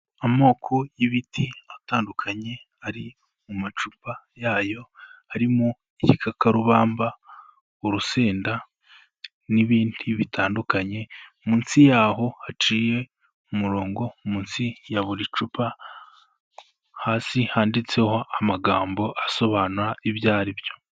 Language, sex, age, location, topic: Kinyarwanda, male, 18-24, Kigali, health